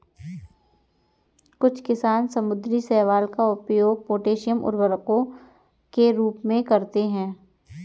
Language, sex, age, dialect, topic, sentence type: Hindi, female, 18-24, Kanauji Braj Bhasha, agriculture, statement